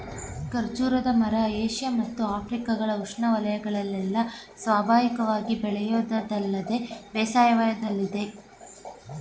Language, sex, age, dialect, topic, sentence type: Kannada, female, 25-30, Mysore Kannada, agriculture, statement